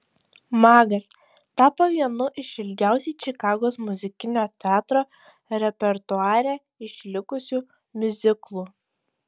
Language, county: Lithuanian, Šiauliai